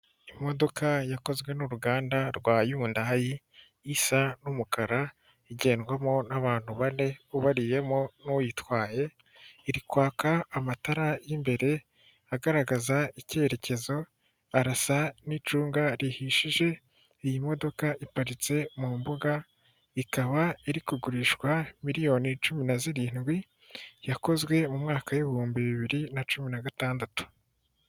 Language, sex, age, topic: Kinyarwanda, male, 18-24, finance